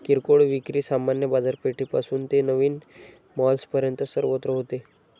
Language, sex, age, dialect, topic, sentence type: Marathi, male, 25-30, Standard Marathi, agriculture, statement